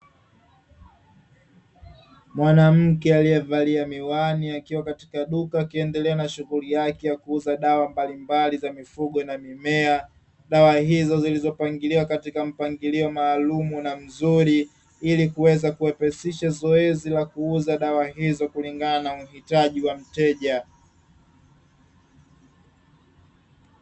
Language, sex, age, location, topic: Swahili, male, 25-35, Dar es Salaam, agriculture